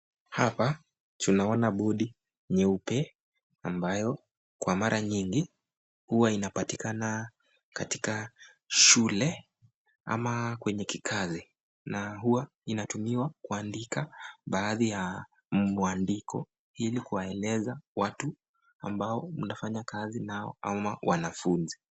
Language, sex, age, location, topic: Swahili, male, 25-35, Nakuru, education